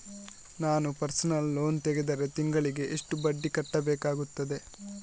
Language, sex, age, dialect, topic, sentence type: Kannada, male, 41-45, Coastal/Dakshin, banking, question